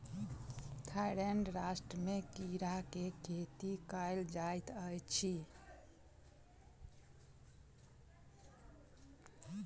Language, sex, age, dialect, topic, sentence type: Maithili, female, 25-30, Southern/Standard, agriculture, statement